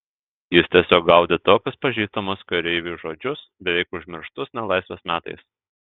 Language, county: Lithuanian, Telšiai